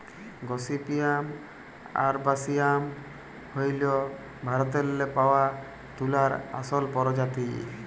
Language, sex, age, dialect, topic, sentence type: Bengali, male, 18-24, Jharkhandi, agriculture, statement